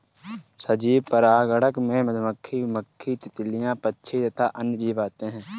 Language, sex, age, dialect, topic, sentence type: Hindi, male, 18-24, Marwari Dhudhari, agriculture, statement